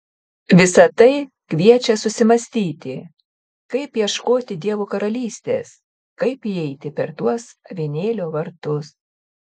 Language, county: Lithuanian, Panevėžys